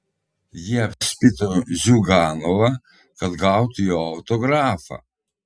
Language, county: Lithuanian, Telšiai